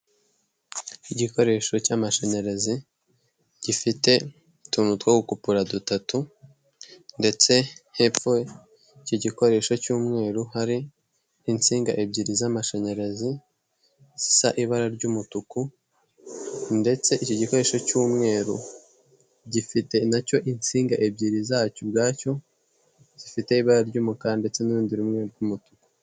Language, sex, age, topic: Kinyarwanda, male, 18-24, government